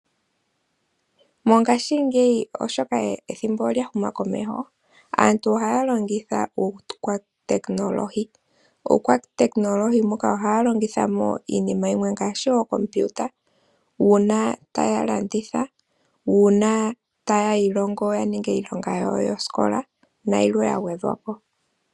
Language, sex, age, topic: Oshiwambo, female, 25-35, finance